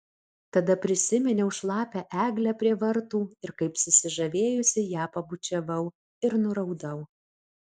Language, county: Lithuanian, Alytus